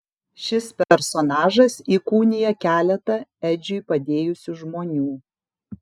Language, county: Lithuanian, Kaunas